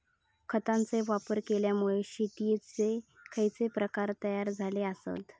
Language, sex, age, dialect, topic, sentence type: Marathi, female, 31-35, Southern Konkan, agriculture, question